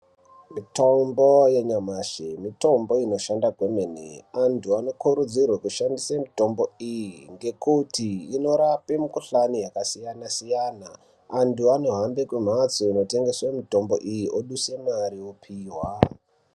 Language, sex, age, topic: Ndau, male, 36-49, health